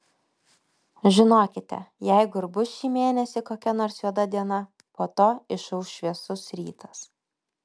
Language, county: Lithuanian, Vilnius